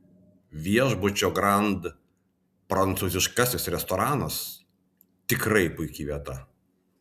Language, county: Lithuanian, Vilnius